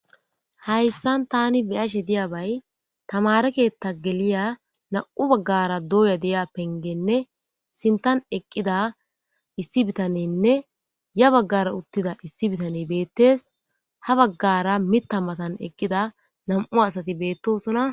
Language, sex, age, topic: Gamo, female, 18-24, government